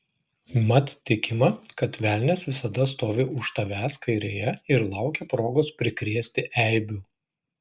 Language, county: Lithuanian, Klaipėda